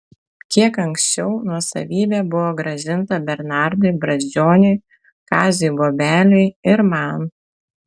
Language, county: Lithuanian, Telšiai